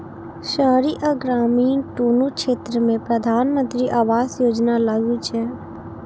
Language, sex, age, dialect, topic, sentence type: Maithili, female, 18-24, Eastern / Thethi, banking, statement